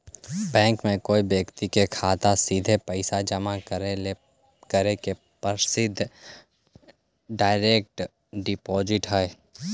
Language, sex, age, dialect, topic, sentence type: Magahi, male, 18-24, Central/Standard, banking, statement